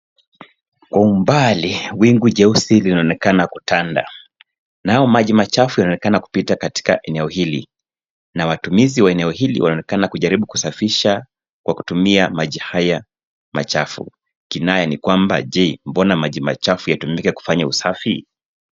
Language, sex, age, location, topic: Swahili, male, 25-35, Nairobi, government